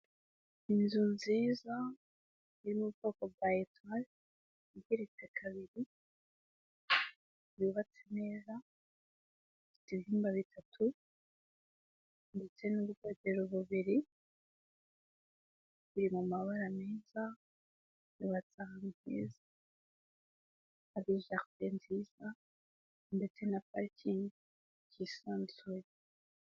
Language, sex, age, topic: Kinyarwanda, male, 18-24, finance